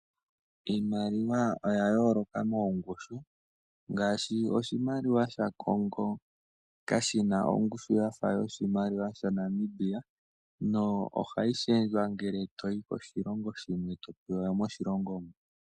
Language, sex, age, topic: Oshiwambo, male, 18-24, finance